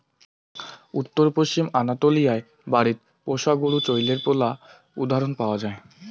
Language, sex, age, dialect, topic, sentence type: Bengali, male, 18-24, Rajbangshi, agriculture, statement